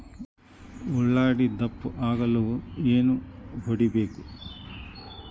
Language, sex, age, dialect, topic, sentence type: Kannada, male, 41-45, Dharwad Kannada, agriculture, question